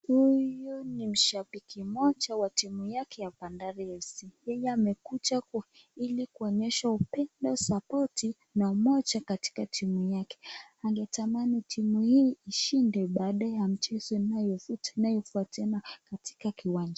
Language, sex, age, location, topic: Swahili, female, 25-35, Nakuru, government